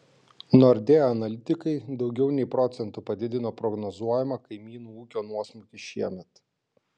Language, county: Lithuanian, Klaipėda